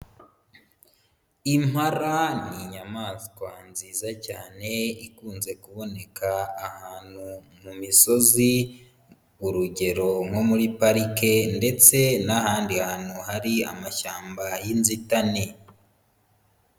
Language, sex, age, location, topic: Kinyarwanda, male, 25-35, Huye, agriculture